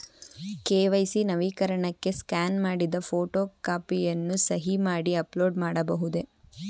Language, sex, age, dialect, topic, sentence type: Kannada, female, 18-24, Mysore Kannada, banking, question